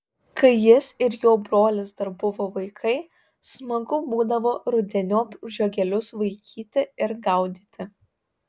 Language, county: Lithuanian, Panevėžys